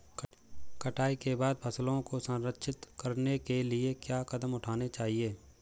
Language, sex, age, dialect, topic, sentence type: Hindi, male, 18-24, Marwari Dhudhari, agriculture, question